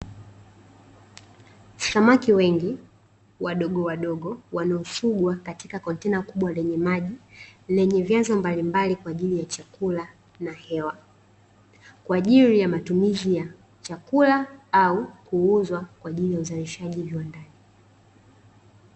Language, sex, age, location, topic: Swahili, female, 18-24, Dar es Salaam, agriculture